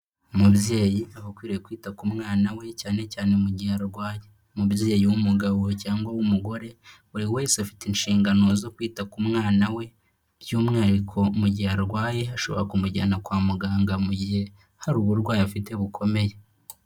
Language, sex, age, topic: Kinyarwanda, male, 18-24, health